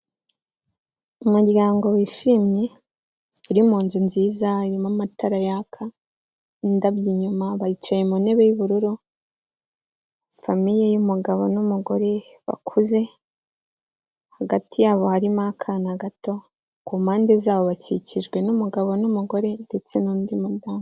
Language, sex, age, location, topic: Kinyarwanda, female, 18-24, Kigali, health